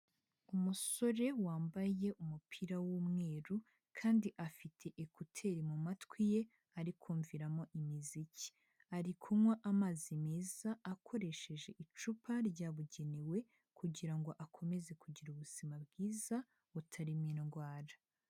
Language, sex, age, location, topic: Kinyarwanda, female, 18-24, Huye, health